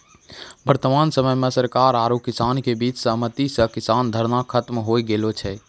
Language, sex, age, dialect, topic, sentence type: Maithili, male, 18-24, Angika, agriculture, statement